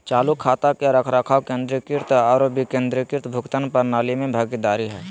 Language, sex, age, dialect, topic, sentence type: Magahi, male, 18-24, Southern, banking, statement